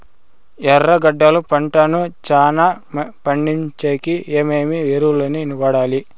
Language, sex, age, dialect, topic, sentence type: Telugu, male, 18-24, Southern, agriculture, question